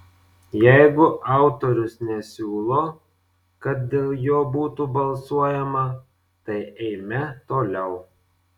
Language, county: Lithuanian, Marijampolė